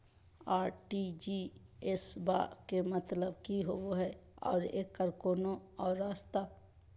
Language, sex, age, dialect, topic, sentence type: Magahi, female, 25-30, Southern, banking, question